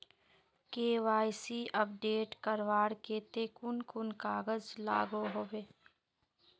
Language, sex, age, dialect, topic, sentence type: Magahi, female, 18-24, Northeastern/Surjapuri, banking, question